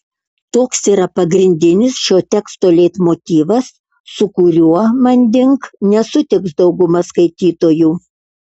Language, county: Lithuanian, Kaunas